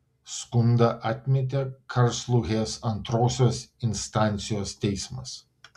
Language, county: Lithuanian, Vilnius